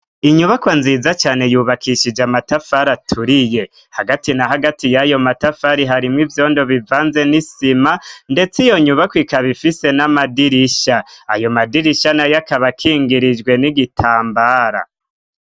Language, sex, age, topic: Rundi, male, 25-35, education